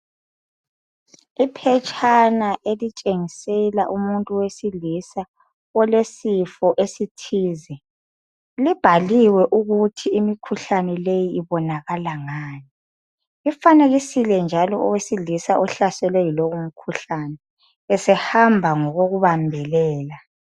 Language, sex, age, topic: North Ndebele, female, 25-35, health